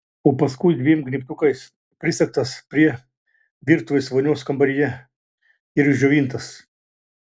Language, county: Lithuanian, Klaipėda